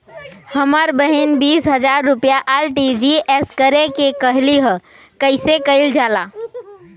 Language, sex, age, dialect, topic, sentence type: Bhojpuri, female, 18-24, Western, banking, question